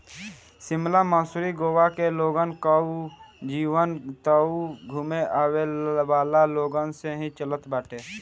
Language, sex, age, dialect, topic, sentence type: Bhojpuri, male, <18, Northern, banking, statement